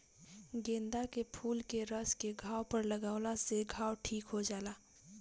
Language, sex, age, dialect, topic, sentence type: Bhojpuri, female, 18-24, Southern / Standard, agriculture, statement